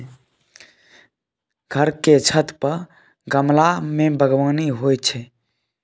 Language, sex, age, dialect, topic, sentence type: Maithili, male, 18-24, Bajjika, agriculture, statement